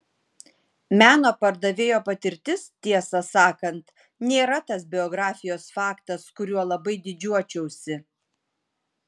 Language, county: Lithuanian, Vilnius